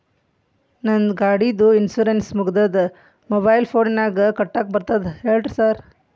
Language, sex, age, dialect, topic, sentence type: Kannada, female, 41-45, Dharwad Kannada, banking, question